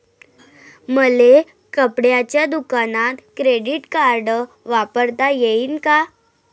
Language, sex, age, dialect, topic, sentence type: Marathi, female, 25-30, Varhadi, banking, question